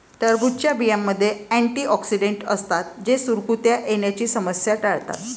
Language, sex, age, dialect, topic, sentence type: Marathi, female, 56-60, Varhadi, agriculture, statement